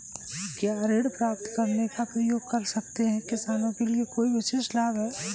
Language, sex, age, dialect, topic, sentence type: Hindi, female, 18-24, Kanauji Braj Bhasha, agriculture, statement